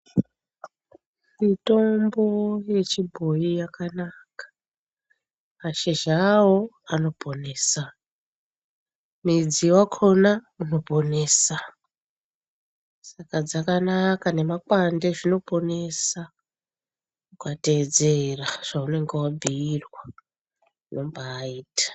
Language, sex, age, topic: Ndau, female, 36-49, health